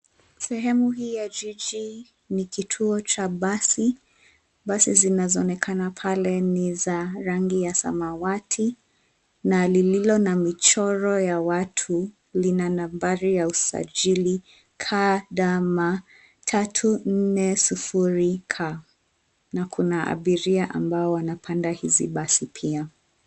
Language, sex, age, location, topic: Swahili, female, 25-35, Nairobi, government